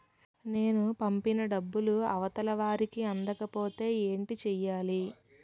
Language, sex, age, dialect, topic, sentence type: Telugu, female, 18-24, Utterandhra, banking, question